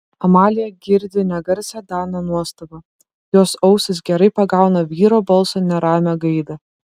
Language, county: Lithuanian, Šiauliai